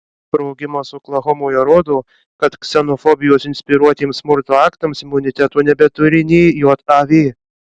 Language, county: Lithuanian, Kaunas